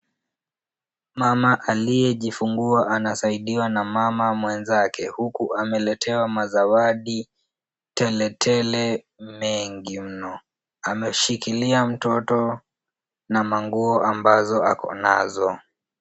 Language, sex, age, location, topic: Swahili, female, 18-24, Kisumu, health